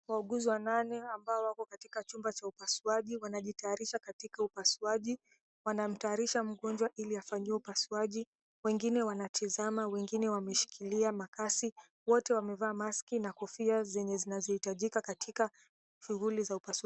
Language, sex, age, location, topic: Swahili, female, 18-24, Mombasa, health